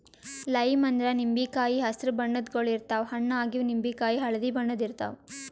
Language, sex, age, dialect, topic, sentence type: Kannada, female, 18-24, Northeastern, agriculture, statement